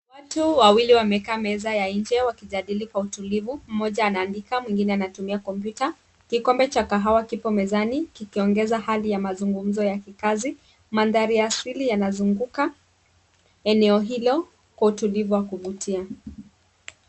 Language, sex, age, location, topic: Swahili, female, 25-35, Nairobi, education